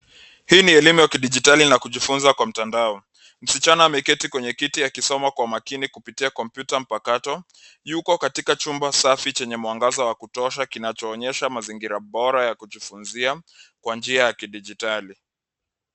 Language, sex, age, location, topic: Swahili, male, 25-35, Nairobi, education